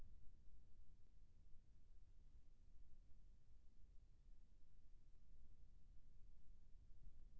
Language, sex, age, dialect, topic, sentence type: Chhattisgarhi, male, 56-60, Eastern, agriculture, question